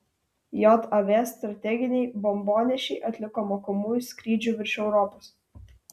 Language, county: Lithuanian, Vilnius